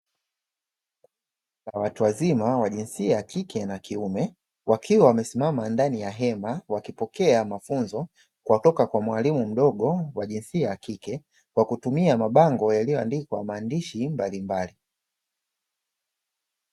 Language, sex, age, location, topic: Swahili, male, 25-35, Dar es Salaam, education